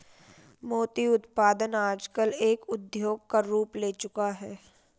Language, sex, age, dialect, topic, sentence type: Hindi, female, 56-60, Marwari Dhudhari, agriculture, statement